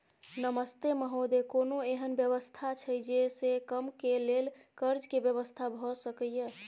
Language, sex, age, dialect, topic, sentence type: Maithili, female, 31-35, Bajjika, banking, question